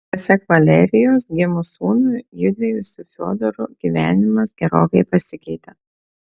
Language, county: Lithuanian, Telšiai